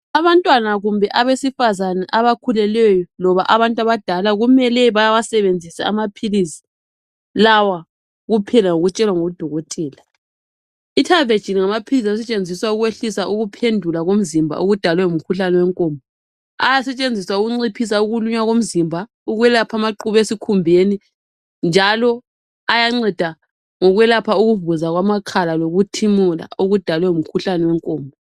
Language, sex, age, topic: North Ndebele, female, 25-35, health